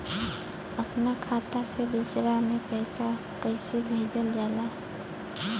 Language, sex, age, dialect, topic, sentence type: Bhojpuri, female, 18-24, Western, banking, question